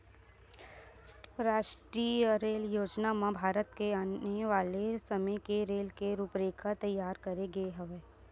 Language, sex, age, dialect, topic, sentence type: Chhattisgarhi, female, 18-24, Western/Budati/Khatahi, banking, statement